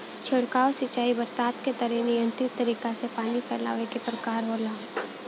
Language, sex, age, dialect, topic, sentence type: Bhojpuri, female, 18-24, Western, agriculture, statement